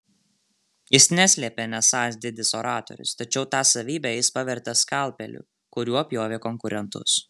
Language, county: Lithuanian, Marijampolė